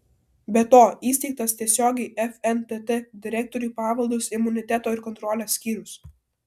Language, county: Lithuanian, Vilnius